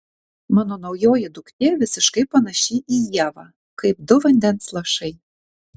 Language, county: Lithuanian, Kaunas